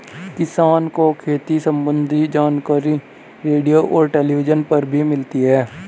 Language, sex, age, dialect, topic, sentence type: Hindi, male, 18-24, Hindustani Malvi Khadi Boli, agriculture, statement